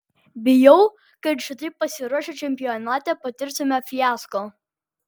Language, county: Lithuanian, Vilnius